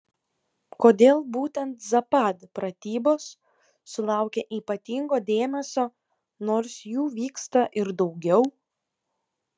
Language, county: Lithuanian, Kaunas